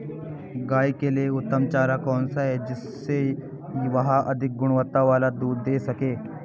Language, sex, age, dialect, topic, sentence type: Hindi, male, 18-24, Garhwali, agriculture, question